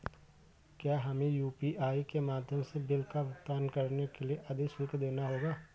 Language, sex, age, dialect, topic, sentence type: Hindi, male, 18-24, Awadhi Bundeli, banking, question